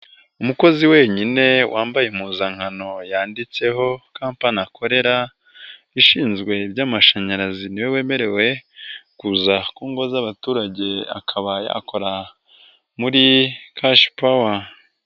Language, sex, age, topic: Kinyarwanda, male, 18-24, government